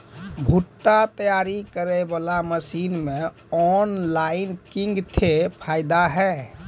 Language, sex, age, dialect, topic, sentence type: Maithili, male, 25-30, Angika, agriculture, question